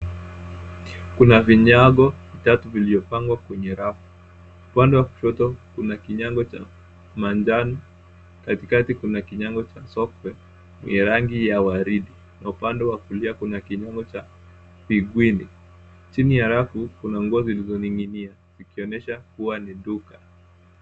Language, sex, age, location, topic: Swahili, male, 18-24, Nairobi, finance